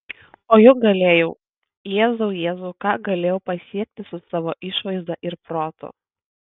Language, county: Lithuanian, Kaunas